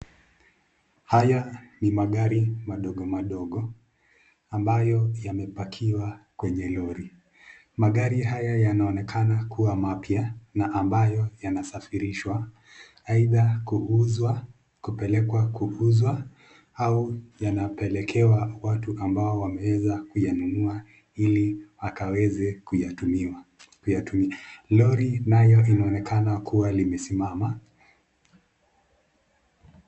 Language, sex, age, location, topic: Swahili, male, 25-35, Nakuru, finance